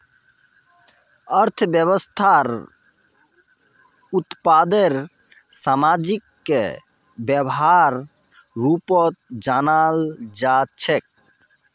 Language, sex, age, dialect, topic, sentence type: Magahi, male, 31-35, Northeastern/Surjapuri, banking, statement